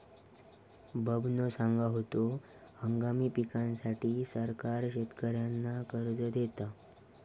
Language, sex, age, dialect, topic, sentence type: Marathi, male, 18-24, Southern Konkan, agriculture, statement